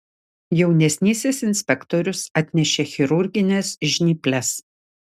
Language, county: Lithuanian, Šiauliai